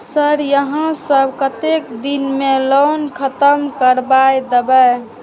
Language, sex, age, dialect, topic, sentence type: Maithili, female, 46-50, Eastern / Thethi, banking, question